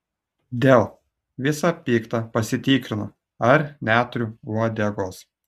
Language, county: Lithuanian, Utena